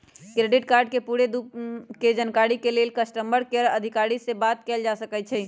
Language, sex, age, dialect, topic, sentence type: Magahi, female, 18-24, Western, banking, statement